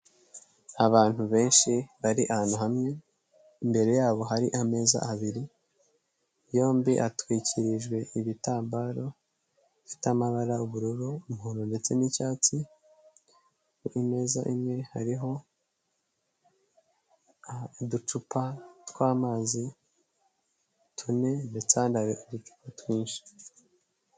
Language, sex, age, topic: Kinyarwanda, male, 18-24, government